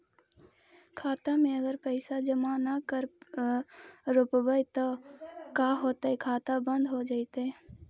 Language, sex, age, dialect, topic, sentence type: Magahi, female, 18-24, Central/Standard, banking, question